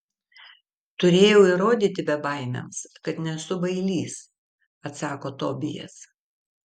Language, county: Lithuanian, Vilnius